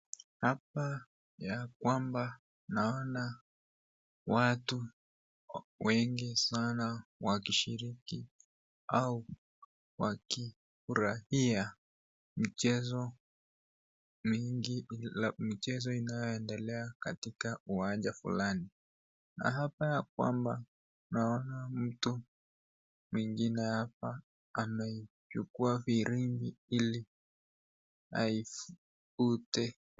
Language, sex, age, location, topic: Swahili, female, 36-49, Nakuru, government